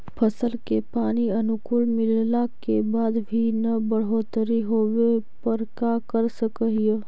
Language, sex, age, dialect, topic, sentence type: Magahi, female, 36-40, Central/Standard, agriculture, question